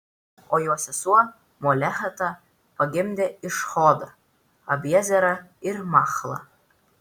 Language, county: Lithuanian, Vilnius